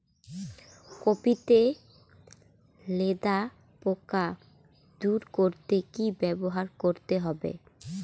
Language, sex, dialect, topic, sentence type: Bengali, female, Rajbangshi, agriculture, question